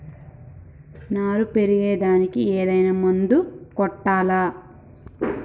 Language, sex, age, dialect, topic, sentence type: Telugu, female, 25-30, Telangana, agriculture, question